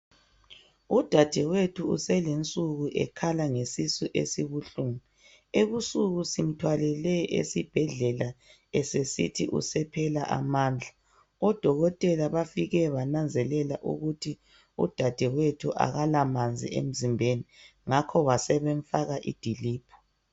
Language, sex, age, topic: North Ndebele, female, 36-49, health